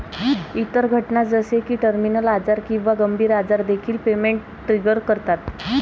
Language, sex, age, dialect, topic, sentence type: Marathi, female, 25-30, Varhadi, banking, statement